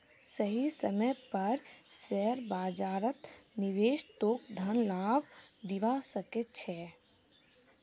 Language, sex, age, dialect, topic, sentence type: Magahi, female, 18-24, Northeastern/Surjapuri, banking, statement